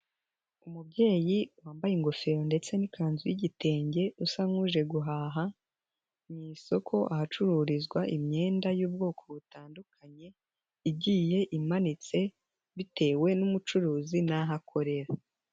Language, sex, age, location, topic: Kinyarwanda, female, 18-24, Nyagatare, finance